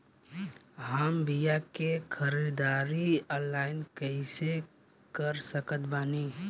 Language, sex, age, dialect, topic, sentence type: Bhojpuri, male, 18-24, Southern / Standard, agriculture, question